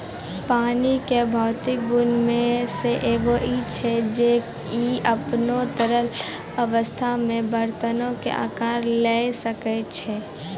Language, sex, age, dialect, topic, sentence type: Maithili, female, 18-24, Angika, agriculture, statement